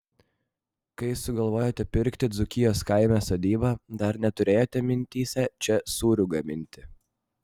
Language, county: Lithuanian, Vilnius